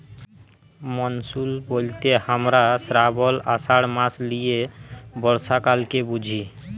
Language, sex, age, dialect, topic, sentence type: Bengali, male, 18-24, Jharkhandi, agriculture, statement